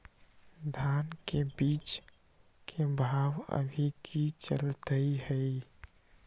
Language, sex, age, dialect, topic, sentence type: Magahi, male, 25-30, Western, agriculture, question